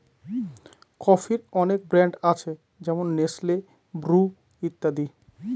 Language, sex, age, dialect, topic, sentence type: Bengali, male, 25-30, Northern/Varendri, agriculture, statement